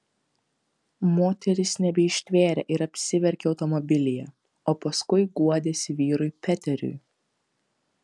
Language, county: Lithuanian, Kaunas